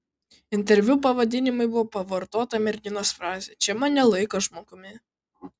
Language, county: Lithuanian, Kaunas